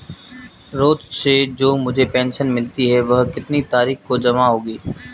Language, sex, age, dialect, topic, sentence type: Hindi, male, 25-30, Marwari Dhudhari, banking, question